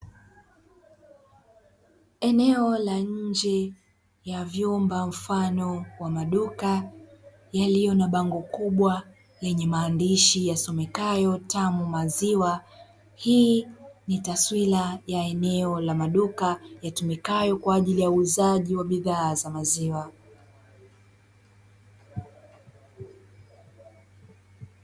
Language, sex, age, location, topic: Swahili, female, 25-35, Dar es Salaam, finance